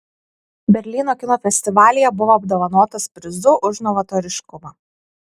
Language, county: Lithuanian, Kaunas